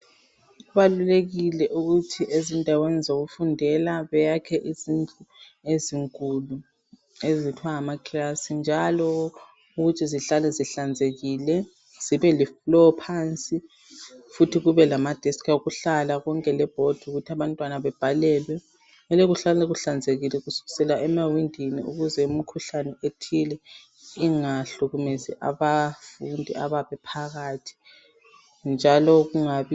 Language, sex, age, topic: North Ndebele, female, 18-24, education